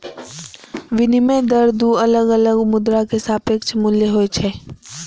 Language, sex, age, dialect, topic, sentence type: Maithili, male, 25-30, Eastern / Thethi, banking, statement